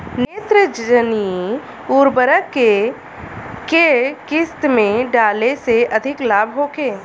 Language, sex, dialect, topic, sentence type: Bhojpuri, female, Southern / Standard, agriculture, question